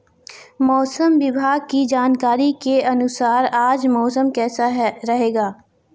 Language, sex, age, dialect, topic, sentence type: Hindi, female, 18-24, Marwari Dhudhari, agriculture, question